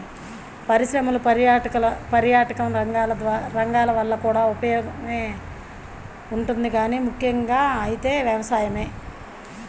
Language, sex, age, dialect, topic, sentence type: Telugu, male, 51-55, Central/Coastal, agriculture, statement